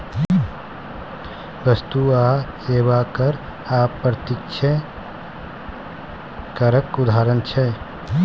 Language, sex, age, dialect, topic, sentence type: Maithili, male, 18-24, Bajjika, banking, statement